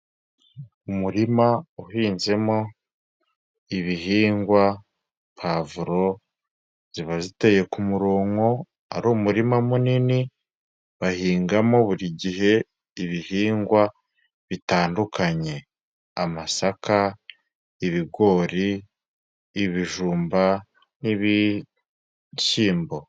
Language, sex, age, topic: Kinyarwanda, male, 25-35, agriculture